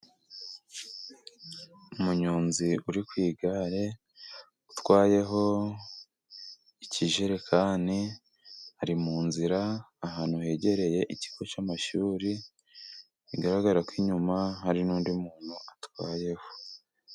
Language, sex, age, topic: Kinyarwanda, female, 18-24, agriculture